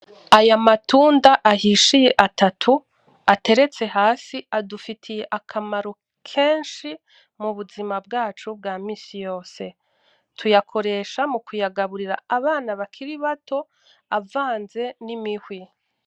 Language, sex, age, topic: Rundi, female, 25-35, agriculture